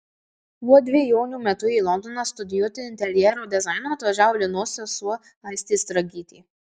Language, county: Lithuanian, Marijampolė